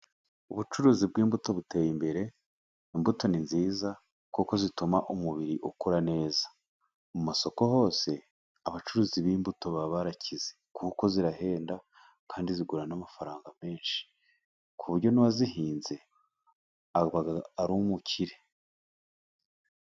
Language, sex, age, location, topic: Kinyarwanda, male, 36-49, Musanze, finance